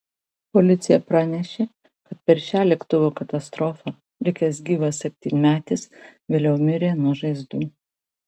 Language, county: Lithuanian, Vilnius